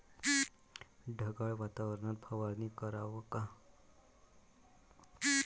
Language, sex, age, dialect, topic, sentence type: Marathi, male, 25-30, Varhadi, agriculture, question